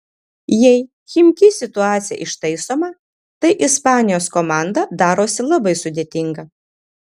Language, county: Lithuanian, Kaunas